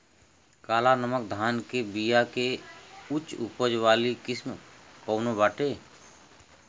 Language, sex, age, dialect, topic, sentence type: Bhojpuri, male, 41-45, Western, agriculture, question